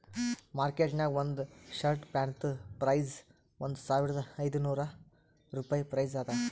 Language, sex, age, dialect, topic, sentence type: Kannada, male, 31-35, Northeastern, banking, statement